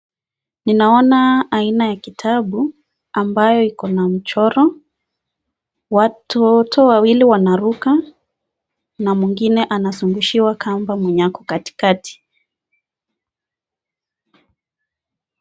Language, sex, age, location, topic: Swahili, female, 25-35, Nakuru, education